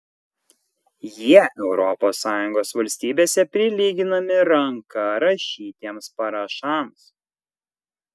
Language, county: Lithuanian, Kaunas